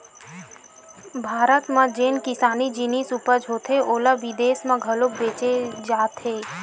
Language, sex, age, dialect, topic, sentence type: Chhattisgarhi, female, 18-24, Western/Budati/Khatahi, agriculture, statement